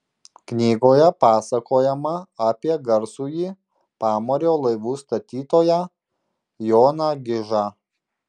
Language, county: Lithuanian, Marijampolė